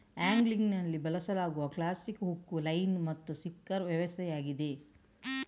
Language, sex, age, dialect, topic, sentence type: Kannada, female, 60-100, Coastal/Dakshin, agriculture, statement